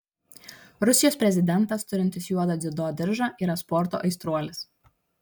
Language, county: Lithuanian, Šiauliai